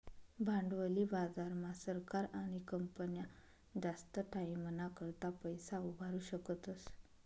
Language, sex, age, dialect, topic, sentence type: Marathi, female, 25-30, Northern Konkan, banking, statement